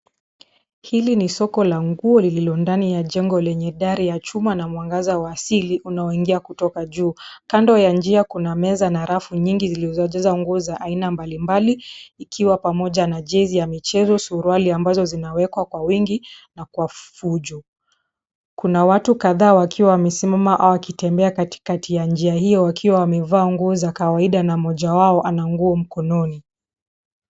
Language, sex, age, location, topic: Swahili, female, 25-35, Nairobi, finance